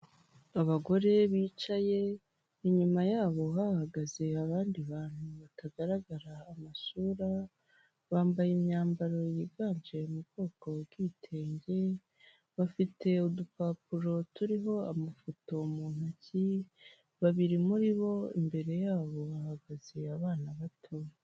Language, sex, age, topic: Kinyarwanda, male, 18-24, finance